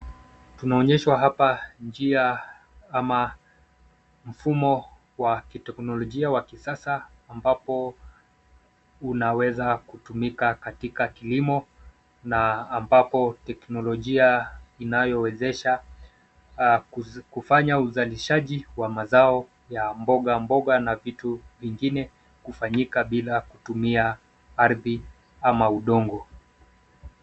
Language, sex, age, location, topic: Swahili, male, 25-35, Nairobi, agriculture